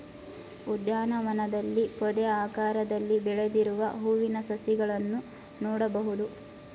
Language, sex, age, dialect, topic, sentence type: Kannada, female, 18-24, Mysore Kannada, agriculture, statement